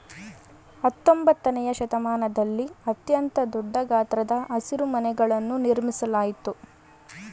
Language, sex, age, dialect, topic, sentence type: Kannada, female, 18-24, Mysore Kannada, agriculture, statement